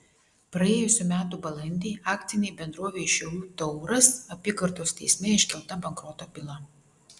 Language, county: Lithuanian, Vilnius